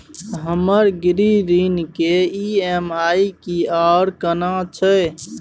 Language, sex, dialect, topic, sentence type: Maithili, male, Bajjika, banking, question